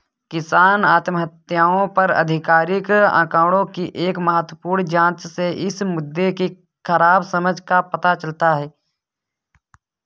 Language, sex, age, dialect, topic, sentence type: Hindi, male, 18-24, Kanauji Braj Bhasha, agriculture, statement